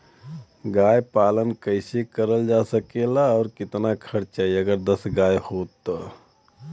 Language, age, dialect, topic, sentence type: Bhojpuri, 25-30, Western, agriculture, question